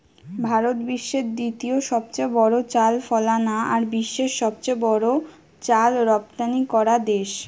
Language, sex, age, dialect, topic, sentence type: Bengali, female, 18-24, Western, agriculture, statement